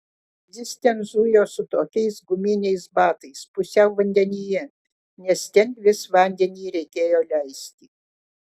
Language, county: Lithuanian, Utena